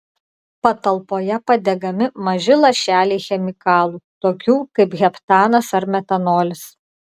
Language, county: Lithuanian, Klaipėda